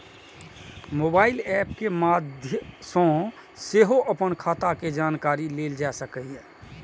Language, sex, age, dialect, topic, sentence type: Maithili, male, 46-50, Eastern / Thethi, banking, statement